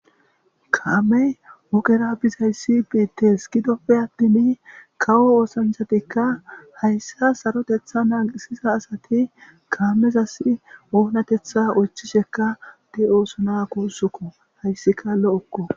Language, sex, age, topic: Gamo, male, 18-24, government